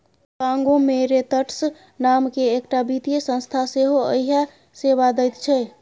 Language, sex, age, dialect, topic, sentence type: Maithili, female, 18-24, Bajjika, banking, statement